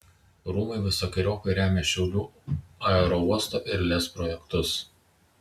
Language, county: Lithuanian, Vilnius